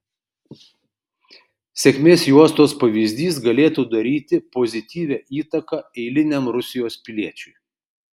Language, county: Lithuanian, Kaunas